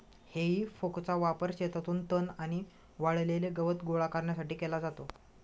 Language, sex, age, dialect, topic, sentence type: Marathi, male, 25-30, Standard Marathi, agriculture, statement